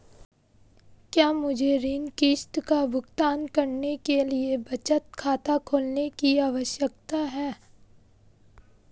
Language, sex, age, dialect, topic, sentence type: Hindi, female, 18-24, Marwari Dhudhari, banking, question